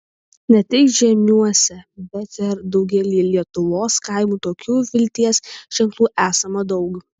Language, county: Lithuanian, Kaunas